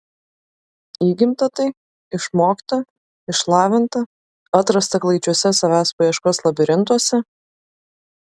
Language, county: Lithuanian, Vilnius